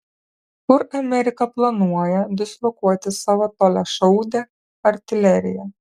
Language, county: Lithuanian, Kaunas